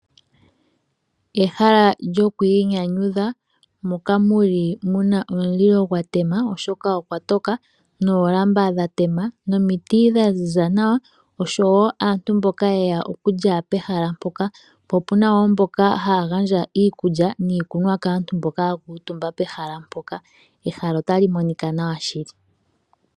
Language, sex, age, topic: Oshiwambo, female, 25-35, agriculture